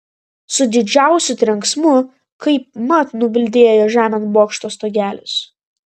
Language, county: Lithuanian, Vilnius